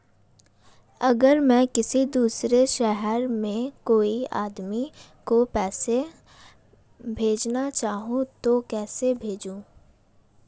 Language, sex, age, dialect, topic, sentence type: Hindi, female, 18-24, Marwari Dhudhari, banking, question